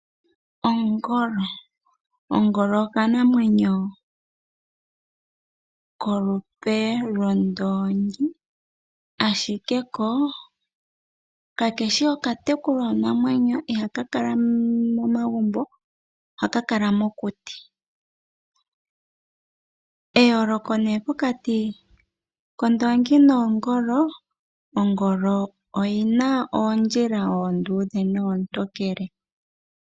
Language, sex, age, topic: Oshiwambo, female, 18-24, agriculture